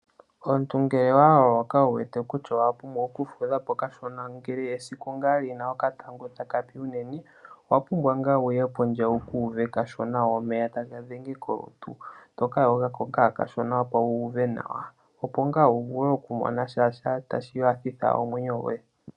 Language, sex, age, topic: Oshiwambo, male, 18-24, agriculture